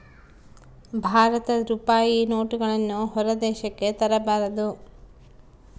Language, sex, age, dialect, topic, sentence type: Kannada, female, 36-40, Central, banking, statement